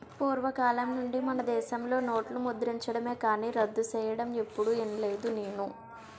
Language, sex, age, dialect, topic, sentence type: Telugu, female, 18-24, Utterandhra, banking, statement